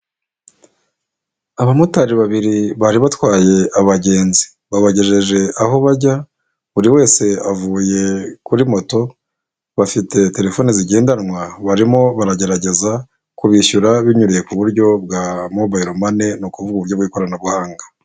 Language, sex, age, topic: Kinyarwanda, male, 25-35, finance